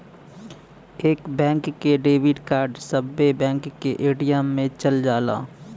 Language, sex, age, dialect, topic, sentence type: Bhojpuri, male, 18-24, Western, banking, statement